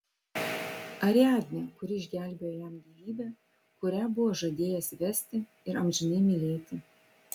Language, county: Lithuanian, Vilnius